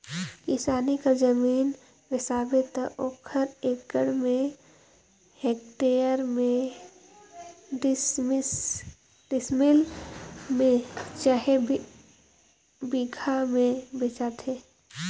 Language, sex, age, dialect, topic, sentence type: Chhattisgarhi, female, 18-24, Northern/Bhandar, agriculture, statement